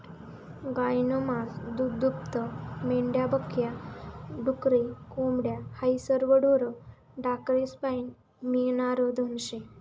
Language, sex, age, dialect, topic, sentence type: Marathi, female, 18-24, Northern Konkan, agriculture, statement